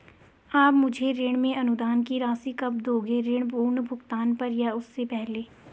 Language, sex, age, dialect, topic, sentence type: Hindi, female, 18-24, Garhwali, banking, question